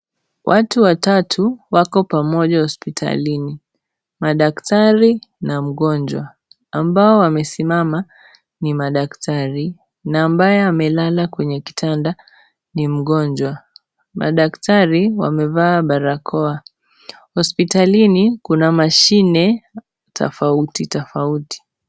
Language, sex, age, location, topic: Swahili, female, 18-24, Kisii, health